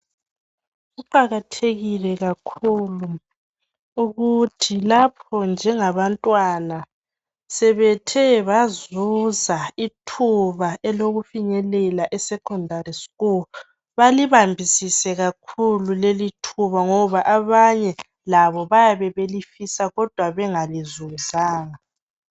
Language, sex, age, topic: North Ndebele, female, 18-24, education